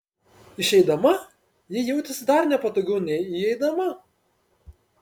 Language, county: Lithuanian, Panevėžys